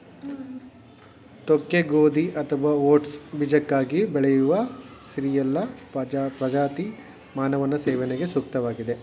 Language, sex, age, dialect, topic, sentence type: Kannada, male, 36-40, Mysore Kannada, agriculture, statement